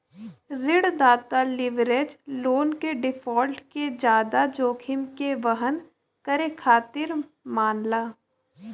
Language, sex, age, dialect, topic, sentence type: Bhojpuri, female, 18-24, Western, banking, statement